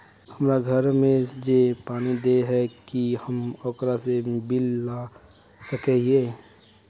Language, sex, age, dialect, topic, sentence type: Magahi, male, 18-24, Northeastern/Surjapuri, banking, question